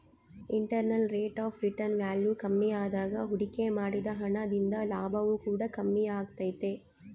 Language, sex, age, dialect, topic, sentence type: Kannada, female, 25-30, Central, banking, statement